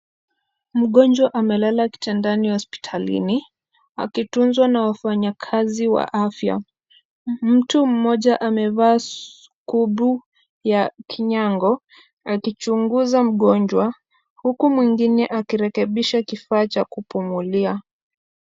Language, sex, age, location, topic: Swahili, female, 25-35, Kisumu, health